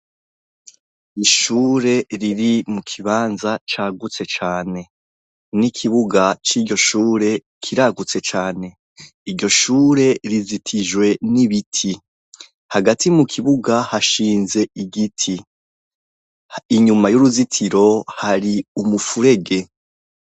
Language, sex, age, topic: Rundi, male, 25-35, education